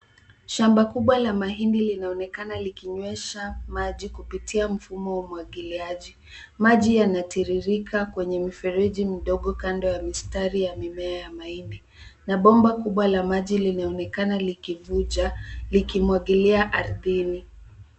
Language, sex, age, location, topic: Swahili, female, 18-24, Nairobi, agriculture